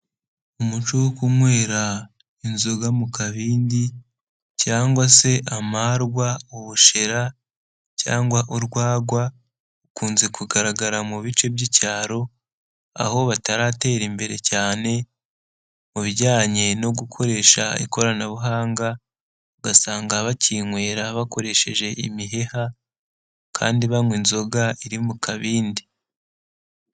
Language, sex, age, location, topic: Kinyarwanda, male, 18-24, Nyagatare, government